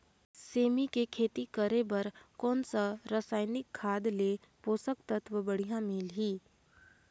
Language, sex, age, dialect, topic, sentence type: Chhattisgarhi, female, 18-24, Northern/Bhandar, agriculture, question